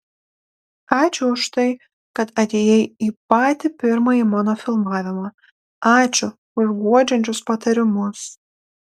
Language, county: Lithuanian, Panevėžys